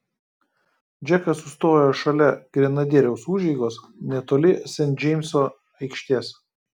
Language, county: Lithuanian, Kaunas